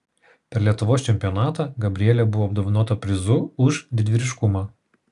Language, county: Lithuanian, Kaunas